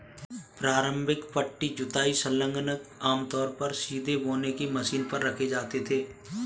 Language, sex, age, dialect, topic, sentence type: Hindi, male, 25-30, Kanauji Braj Bhasha, agriculture, statement